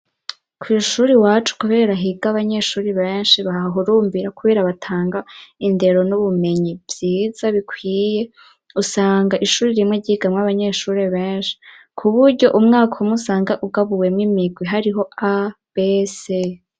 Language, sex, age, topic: Rundi, male, 18-24, education